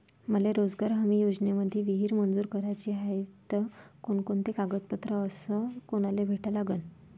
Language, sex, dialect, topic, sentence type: Marathi, female, Varhadi, agriculture, question